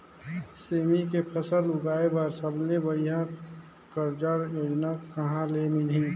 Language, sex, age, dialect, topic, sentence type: Chhattisgarhi, male, 25-30, Northern/Bhandar, agriculture, question